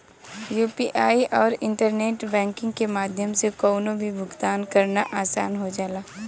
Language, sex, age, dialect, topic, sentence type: Bhojpuri, female, 18-24, Western, banking, statement